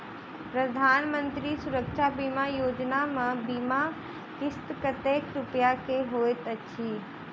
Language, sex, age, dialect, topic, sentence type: Maithili, female, 18-24, Southern/Standard, banking, question